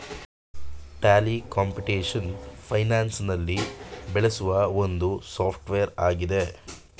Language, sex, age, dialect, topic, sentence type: Kannada, male, 18-24, Mysore Kannada, banking, statement